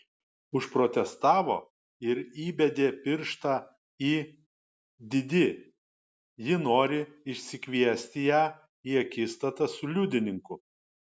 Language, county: Lithuanian, Kaunas